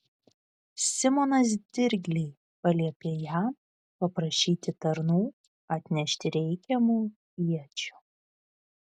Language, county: Lithuanian, Vilnius